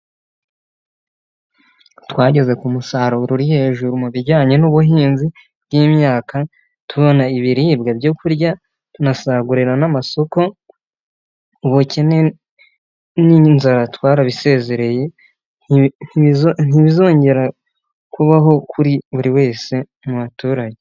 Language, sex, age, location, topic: Kinyarwanda, male, 18-24, Nyagatare, agriculture